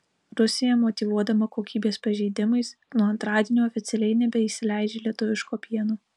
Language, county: Lithuanian, Alytus